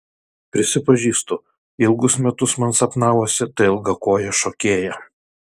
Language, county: Lithuanian, Kaunas